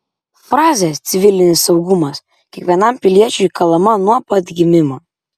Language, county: Lithuanian, Vilnius